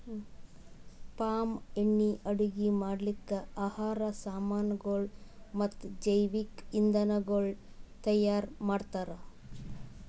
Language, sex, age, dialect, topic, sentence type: Kannada, female, 18-24, Northeastern, agriculture, statement